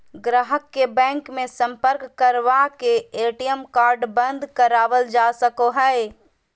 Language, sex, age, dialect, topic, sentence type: Magahi, female, 31-35, Southern, banking, statement